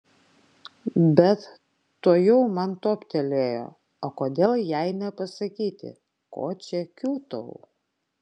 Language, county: Lithuanian, Klaipėda